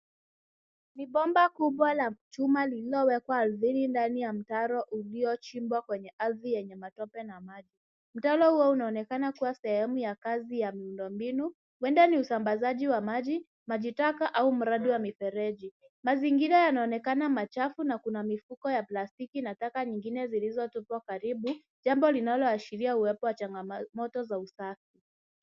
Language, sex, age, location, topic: Swahili, female, 18-24, Nairobi, government